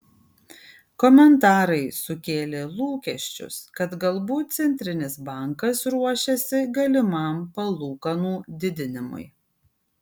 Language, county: Lithuanian, Kaunas